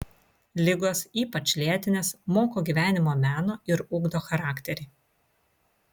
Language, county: Lithuanian, Vilnius